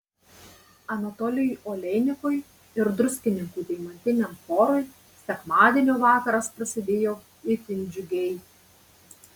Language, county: Lithuanian, Marijampolė